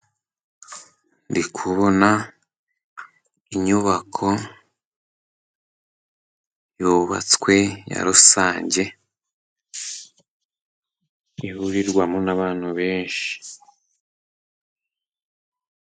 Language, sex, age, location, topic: Kinyarwanda, male, 18-24, Musanze, government